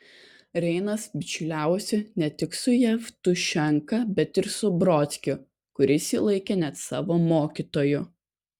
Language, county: Lithuanian, Kaunas